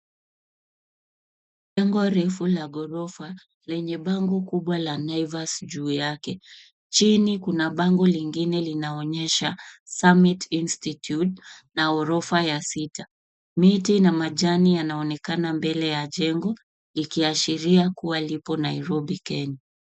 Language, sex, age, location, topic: Swahili, female, 25-35, Nairobi, finance